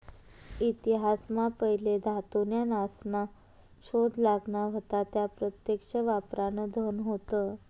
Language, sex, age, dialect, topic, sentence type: Marathi, female, 18-24, Northern Konkan, banking, statement